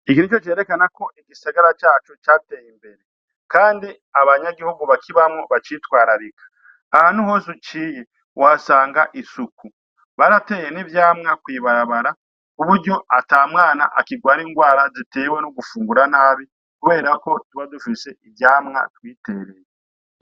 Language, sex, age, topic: Rundi, male, 36-49, agriculture